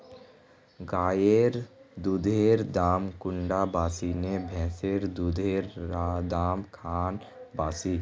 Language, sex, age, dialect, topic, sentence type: Magahi, male, 18-24, Northeastern/Surjapuri, agriculture, question